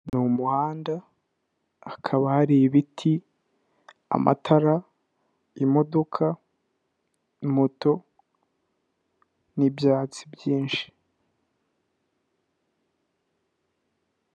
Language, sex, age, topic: Kinyarwanda, male, 18-24, government